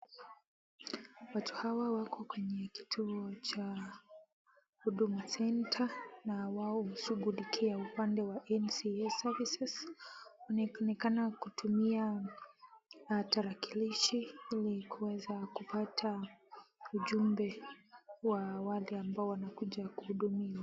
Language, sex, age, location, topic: Swahili, female, 18-24, Kisumu, government